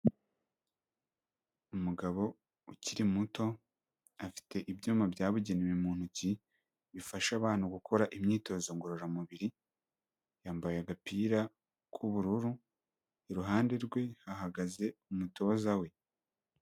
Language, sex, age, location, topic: Kinyarwanda, male, 25-35, Huye, health